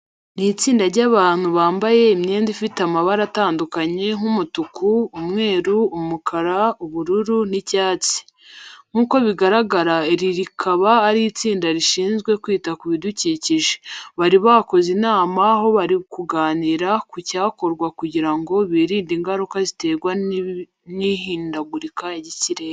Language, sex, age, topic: Kinyarwanda, female, 25-35, education